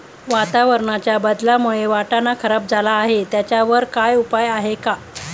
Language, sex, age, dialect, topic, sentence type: Marathi, female, 31-35, Standard Marathi, agriculture, question